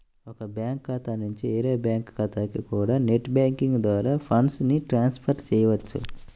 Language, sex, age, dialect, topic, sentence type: Telugu, male, 18-24, Central/Coastal, banking, statement